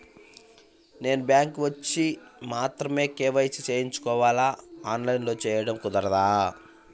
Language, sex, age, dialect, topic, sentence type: Telugu, male, 25-30, Central/Coastal, banking, question